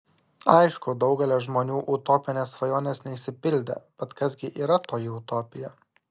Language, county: Lithuanian, Šiauliai